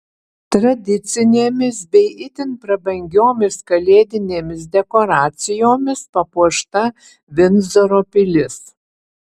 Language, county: Lithuanian, Utena